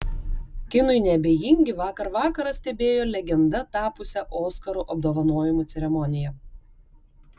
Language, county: Lithuanian, Klaipėda